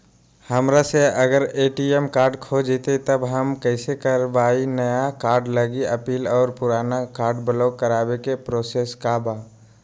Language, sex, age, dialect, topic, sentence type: Magahi, male, 25-30, Western, banking, question